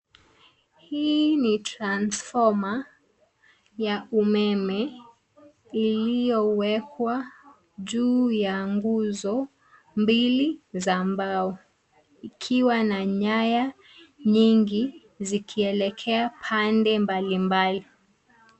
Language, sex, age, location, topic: Swahili, female, 25-35, Nairobi, government